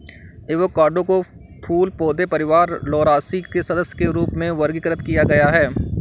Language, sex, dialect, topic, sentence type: Hindi, male, Awadhi Bundeli, agriculture, statement